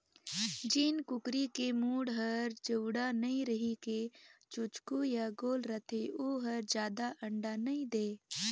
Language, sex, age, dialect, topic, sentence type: Chhattisgarhi, female, 51-55, Northern/Bhandar, agriculture, statement